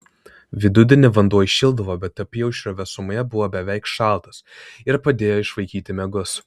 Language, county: Lithuanian, Vilnius